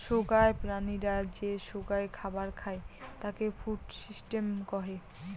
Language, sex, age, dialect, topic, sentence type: Bengali, female, 18-24, Rajbangshi, agriculture, statement